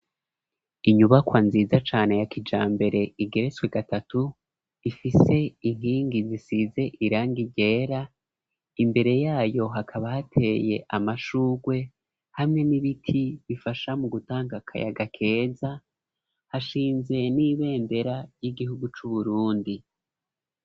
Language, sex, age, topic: Rundi, male, 25-35, education